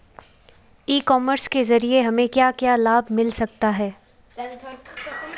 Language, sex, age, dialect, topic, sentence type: Hindi, female, 25-30, Marwari Dhudhari, agriculture, question